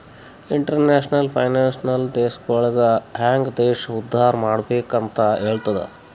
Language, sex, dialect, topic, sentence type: Kannada, male, Northeastern, banking, statement